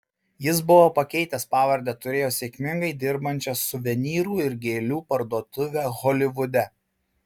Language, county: Lithuanian, Marijampolė